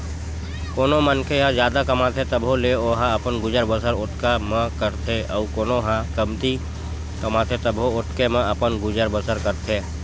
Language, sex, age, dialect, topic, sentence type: Chhattisgarhi, male, 25-30, Western/Budati/Khatahi, banking, statement